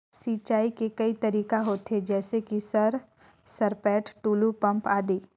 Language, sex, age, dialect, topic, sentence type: Chhattisgarhi, female, 18-24, Northern/Bhandar, agriculture, question